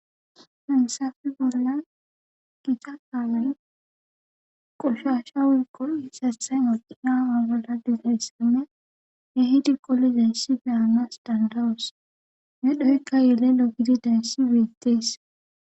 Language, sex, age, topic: Gamo, female, 18-24, government